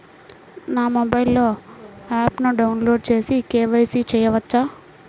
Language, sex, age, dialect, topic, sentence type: Telugu, female, 18-24, Central/Coastal, banking, question